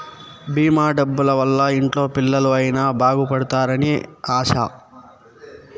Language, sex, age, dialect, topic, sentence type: Telugu, male, 18-24, Southern, banking, statement